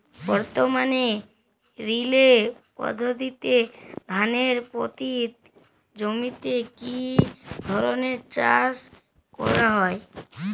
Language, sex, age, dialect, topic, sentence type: Bengali, female, 18-24, Jharkhandi, agriculture, question